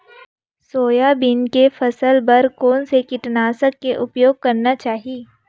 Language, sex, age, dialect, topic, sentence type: Chhattisgarhi, female, 18-24, Western/Budati/Khatahi, agriculture, question